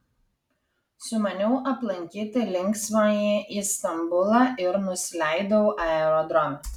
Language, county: Lithuanian, Kaunas